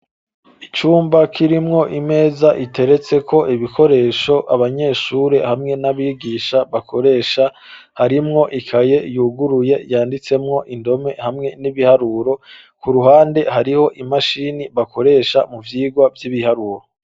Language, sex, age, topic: Rundi, male, 25-35, education